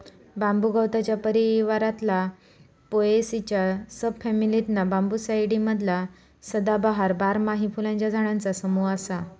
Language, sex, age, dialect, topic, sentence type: Marathi, female, 18-24, Southern Konkan, agriculture, statement